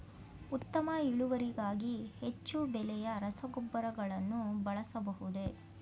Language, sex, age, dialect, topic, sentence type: Kannada, female, 41-45, Mysore Kannada, agriculture, question